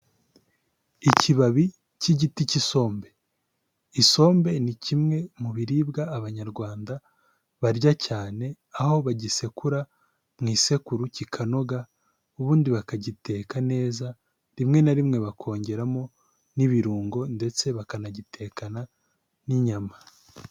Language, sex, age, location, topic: Kinyarwanda, male, 18-24, Huye, health